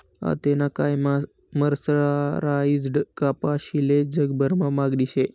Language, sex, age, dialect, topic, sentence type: Marathi, male, 18-24, Northern Konkan, agriculture, statement